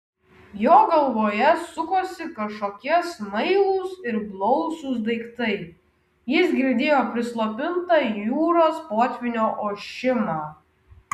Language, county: Lithuanian, Kaunas